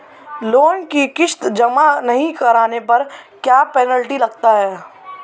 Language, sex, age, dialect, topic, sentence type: Hindi, male, 18-24, Marwari Dhudhari, banking, question